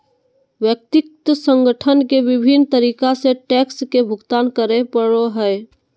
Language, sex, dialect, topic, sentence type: Magahi, female, Southern, banking, statement